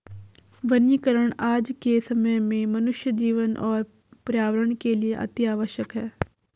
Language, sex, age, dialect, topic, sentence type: Hindi, female, 46-50, Garhwali, agriculture, statement